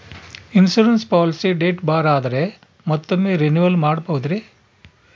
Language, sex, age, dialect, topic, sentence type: Kannada, male, 60-100, Central, banking, question